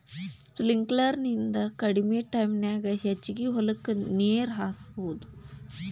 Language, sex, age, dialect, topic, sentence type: Kannada, male, 18-24, Dharwad Kannada, agriculture, statement